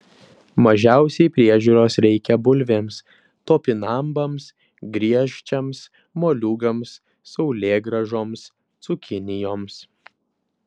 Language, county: Lithuanian, Vilnius